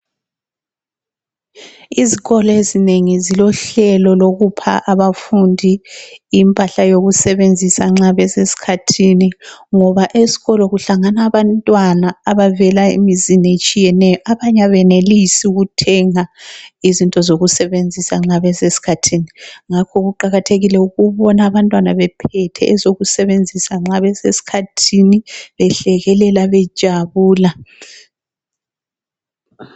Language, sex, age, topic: North Ndebele, female, 36-49, health